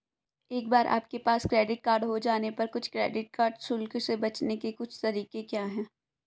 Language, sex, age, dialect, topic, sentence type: Hindi, female, 25-30, Hindustani Malvi Khadi Boli, banking, question